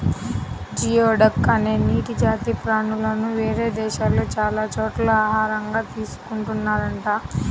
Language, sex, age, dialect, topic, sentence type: Telugu, female, 18-24, Central/Coastal, agriculture, statement